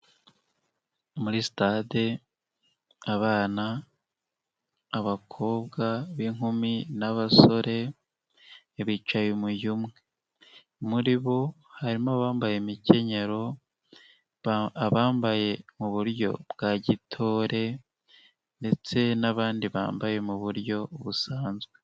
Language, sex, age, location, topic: Kinyarwanda, male, 18-24, Nyagatare, government